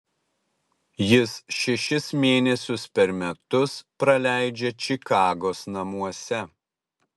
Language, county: Lithuanian, Utena